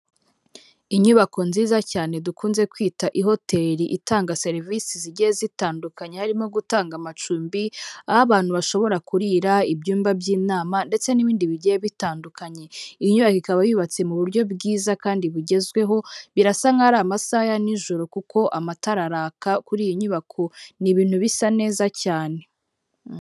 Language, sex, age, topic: Kinyarwanda, female, 18-24, finance